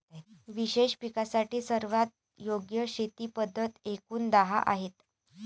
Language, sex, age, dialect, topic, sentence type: Marathi, female, 18-24, Varhadi, agriculture, statement